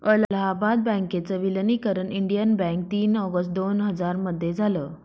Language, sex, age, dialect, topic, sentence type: Marathi, female, 31-35, Northern Konkan, banking, statement